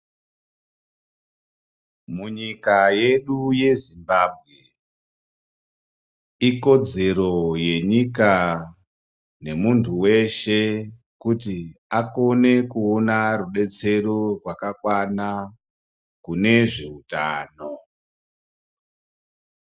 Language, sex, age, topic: Ndau, female, 50+, health